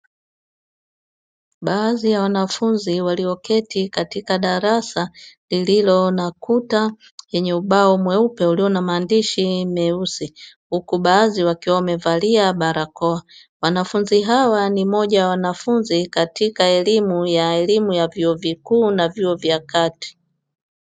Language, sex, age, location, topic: Swahili, female, 25-35, Dar es Salaam, education